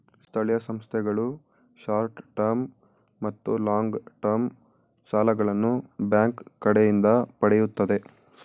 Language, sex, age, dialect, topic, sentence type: Kannada, male, 18-24, Mysore Kannada, banking, statement